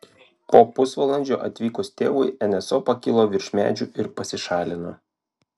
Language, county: Lithuanian, Klaipėda